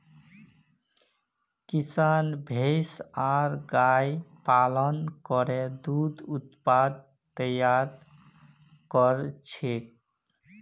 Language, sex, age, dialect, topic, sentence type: Magahi, male, 31-35, Northeastern/Surjapuri, agriculture, statement